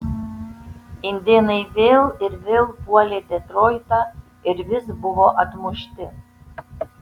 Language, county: Lithuanian, Tauragė